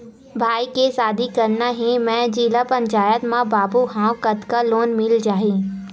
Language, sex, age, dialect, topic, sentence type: Chhattisgarhi, female, 18-24, Western/Budati/Khatahi, banking, question